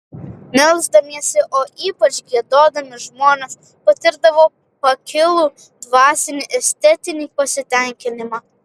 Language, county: Lithuanian, Vilnius